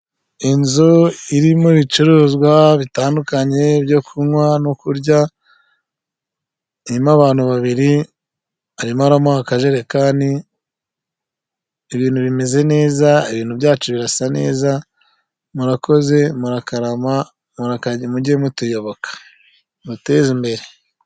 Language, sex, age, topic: Kinyarwanda, male, 25-35, finance